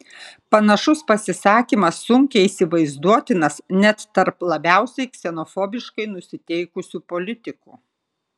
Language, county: Lithuanian, Kaunas